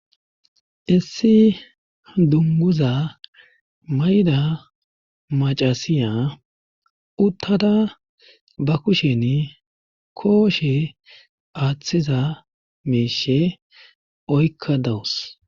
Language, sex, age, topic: Gamo, male, 25-35, government